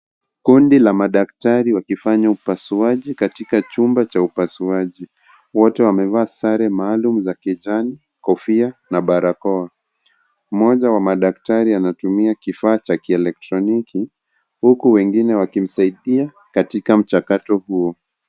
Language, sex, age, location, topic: Swahili, male, 25-35, Kisii, health